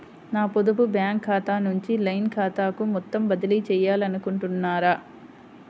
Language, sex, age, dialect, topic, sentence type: Telugu, female, 25-30, Central/Coastal, banking, question